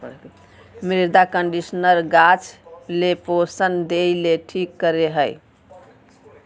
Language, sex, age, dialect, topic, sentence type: Magahi, female, 41-45, Southern, agriculture, statement